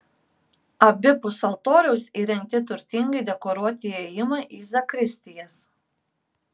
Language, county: Lithuanian, Kaunas